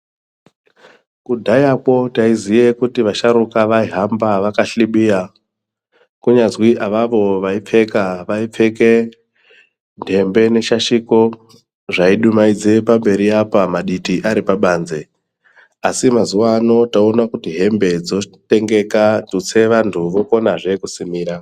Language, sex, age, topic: Ndau, male, 25-35, health